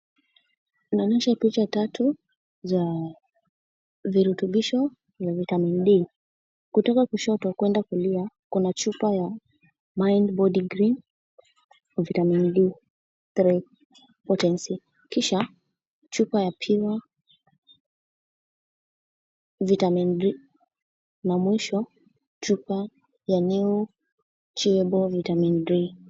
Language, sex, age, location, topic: Swahili, female, 18-24, Kisumu, health